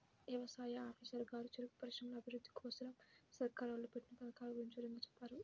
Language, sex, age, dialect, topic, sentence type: Telugu, female, 18-24, Central/Coastal, agriculture, statement